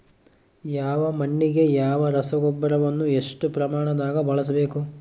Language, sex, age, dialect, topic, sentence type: Kannada, male, 41-45, Central, agriculture, question